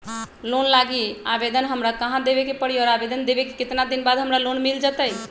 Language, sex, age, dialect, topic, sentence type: Magahi, male, 18-24, Western, banking, question